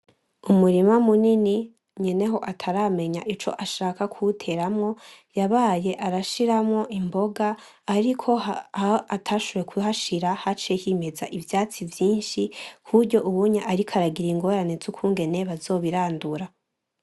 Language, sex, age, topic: Rundi, female, 18-24, agriculture